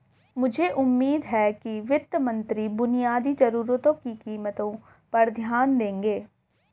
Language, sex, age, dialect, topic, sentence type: Hindi, female, 18-24, Hindustani Malvi Khadi Boli, banking, statement